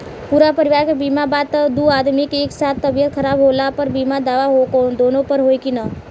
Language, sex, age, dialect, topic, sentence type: Bhojpuri, female, 18-24, Southern / Standard, banking, question